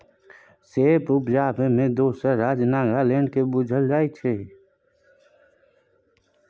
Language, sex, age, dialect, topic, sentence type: Maithili, male, 60-100, Bajjika, agriculture, statement